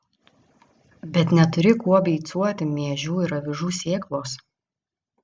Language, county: Lithuanian, Vilnius